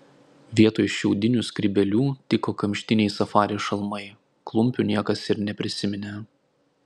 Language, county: Lithuanian, Klaipėda